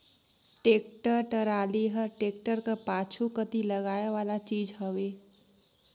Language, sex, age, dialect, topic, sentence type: Chhattisgarhi, female, 18-24, Northern/Bhandar, agriculture, statement